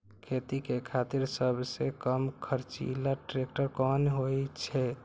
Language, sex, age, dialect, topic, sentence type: Maithili, male, 51-55, Eastern / Thethi, agriculture, question